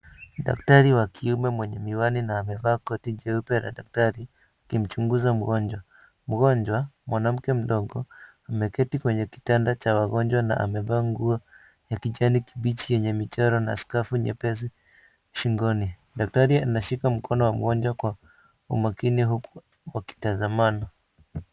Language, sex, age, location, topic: Swahili, male, 25-35, Kisii, health